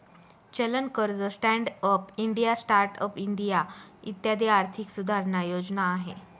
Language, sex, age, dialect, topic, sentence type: Marathi, female, 25-30, Northern Konkan, banking, statement